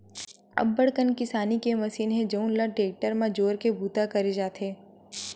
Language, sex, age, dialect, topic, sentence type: Chhattisgarhi, female, 18-24, Western/Budati/Khatahi, agriculture, statement